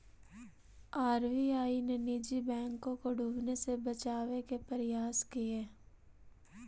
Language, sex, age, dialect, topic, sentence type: Magahi, female, 18-24, Central/Standard, banking, statement